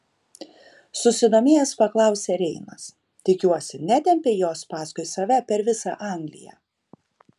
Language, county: Lithuanian, Kaunas